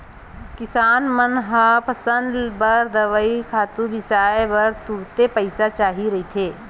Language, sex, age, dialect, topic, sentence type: Chhattisgarhi, female, 36-40, Western/Budati/Khatahi, banking, statement